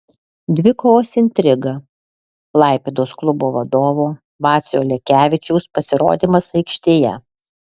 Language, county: Lithuanian, Alytus